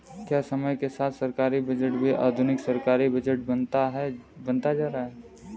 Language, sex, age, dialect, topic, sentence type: Hindi, male, 18-24, Kanauji Braj Bhasha, banking, statement